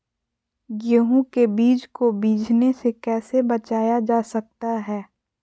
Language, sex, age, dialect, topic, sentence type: Magahi, female, 41-45, Southern, agriculture, question